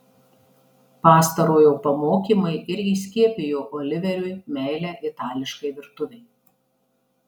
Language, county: Lithuanian, Marijampolė